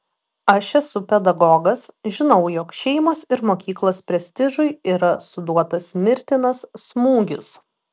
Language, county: Lithuanian, Vilnius